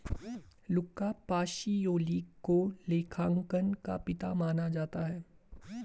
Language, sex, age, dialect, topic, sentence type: Hindi, male, 18-24, Garhwali, banking, statement